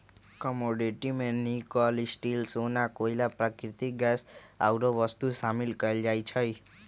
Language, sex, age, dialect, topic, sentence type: Magahi, male, 31-35, Western, banking, statement